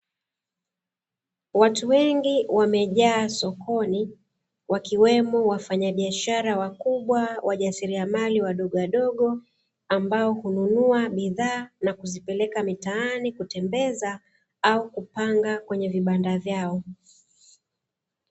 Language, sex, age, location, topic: Swahili, female, 36-49, Dar es Salaam, finance